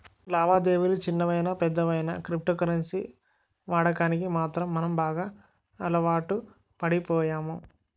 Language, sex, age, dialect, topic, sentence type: Telugu, male, 60-100, Utterandhra, banking, statement